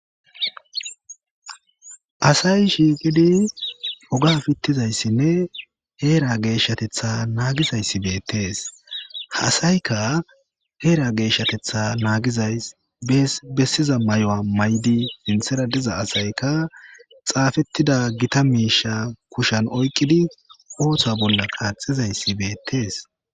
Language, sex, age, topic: Gamo, male, 25-35, government